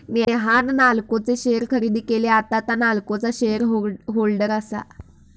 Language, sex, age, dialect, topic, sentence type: Marathi, female, 25-30, Southern Konkan, banking, statement